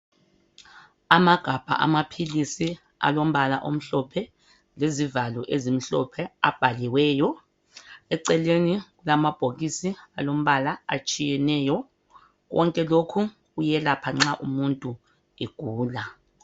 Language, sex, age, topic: North Ndebele, female, 25-35, health